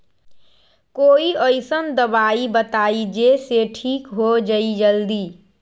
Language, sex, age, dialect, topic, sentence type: Magahi, female, 41-45, Western, agriculture, question